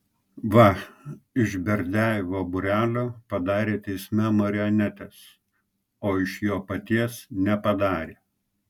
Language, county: Lithuanian, Klaipėda